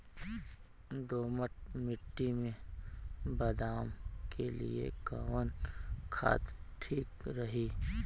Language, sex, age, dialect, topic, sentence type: Bhojpuri, male, 18-24, Western, agriculture, question